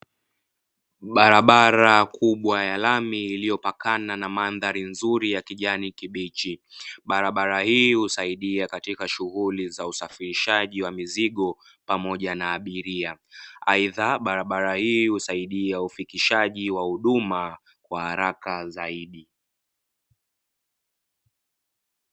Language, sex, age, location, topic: Swahili, male, 18-24, Dar es Salaam, government